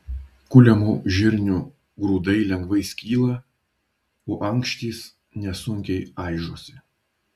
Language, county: Lithuanian, Vilnius